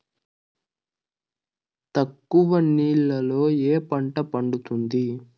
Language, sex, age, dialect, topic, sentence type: Telugu, male, 41-45, Southern, agriculture, question